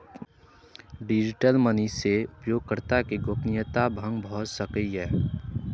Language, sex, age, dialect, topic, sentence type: Maithili, male, 18-24, Eastern / Thethi, banking, statement